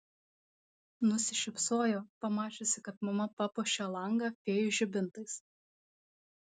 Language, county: Lithuanian, Vilnius